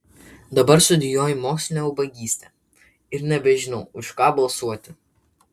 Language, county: Lithuanian, Vilnius